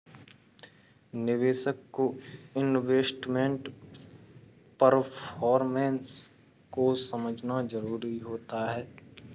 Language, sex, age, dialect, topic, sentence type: Hindi, male, 18-24, Kanauji Braj Bhasha, banking, statement